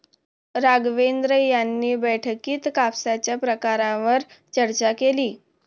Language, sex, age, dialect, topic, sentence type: Marathi, female, 18-24, Standard Marathi, agriculture, statement